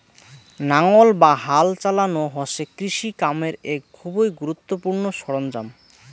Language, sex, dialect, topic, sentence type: Bengali, male, Rajbangshi, agriculture, statement